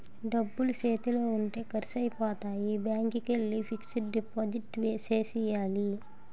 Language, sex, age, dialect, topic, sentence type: Telugu, female, 18-24, Utterandhra, banking, statement